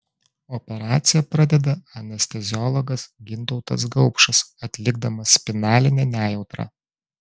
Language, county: Lithuanian, Klaipėda